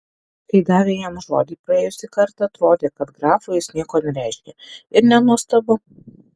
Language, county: Lithuanian, Alytus